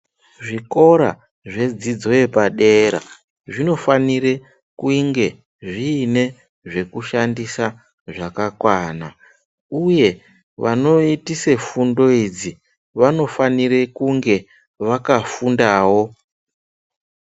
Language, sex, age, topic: Ndau, male, 36-49, education